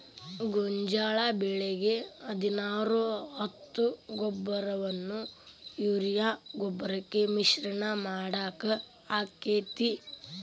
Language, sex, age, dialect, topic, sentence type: Kannada, male, 18-24, Dharwad Kannada, agriculture, question